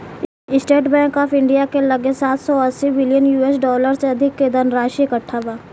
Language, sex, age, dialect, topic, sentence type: Bhojpuri, female, 18-24, Southern / Standard, banking, statement